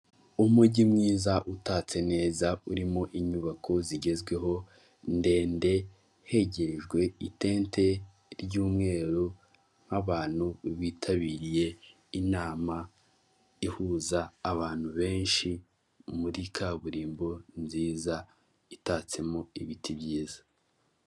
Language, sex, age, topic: Kinyarwanda, male, 18-24, government